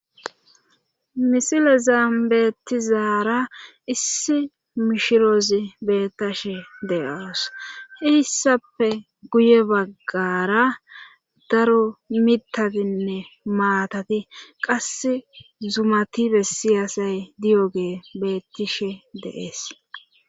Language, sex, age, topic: Gamo, female, 25-35, government